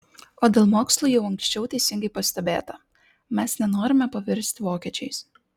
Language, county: Lithuanian, Klaipėda